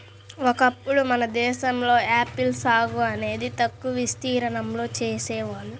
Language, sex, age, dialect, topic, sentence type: Telugu, male, 25-30, Central/Coastal, agriculture, statement